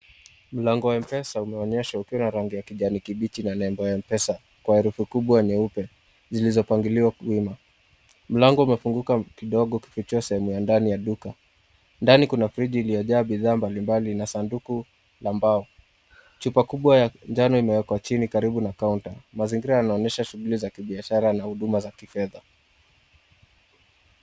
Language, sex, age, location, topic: Swahili, male, 25-35, Nakuru, finance